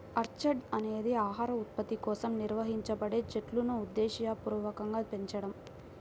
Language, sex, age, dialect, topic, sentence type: Telugu, female, 18-24, Central/Coastal, agriculture, statement